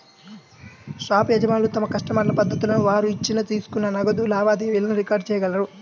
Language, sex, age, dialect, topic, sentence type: Telugu, male, 18-24, Central/Coastal, banking, statement